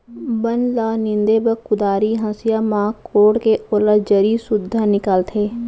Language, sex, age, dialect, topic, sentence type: Chhattisgarhi, female, 25-30, Central, agriculture, statement